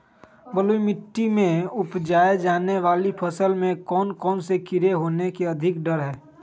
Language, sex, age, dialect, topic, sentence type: Magahi, male, 18-24, Western, agriculture, question